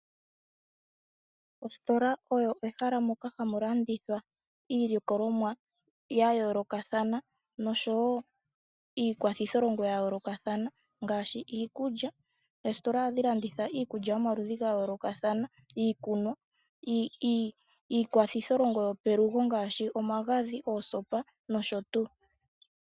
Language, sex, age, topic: Oshiwambo, female, 25-35, finance